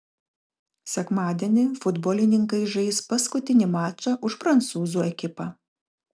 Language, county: Lithuanian, Kaunas